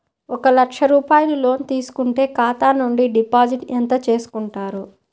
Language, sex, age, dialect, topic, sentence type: Telugu, female, 18-24, Central/Coastal, banking, question